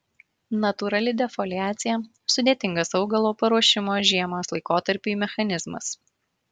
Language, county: Lithuanian, Marijampolė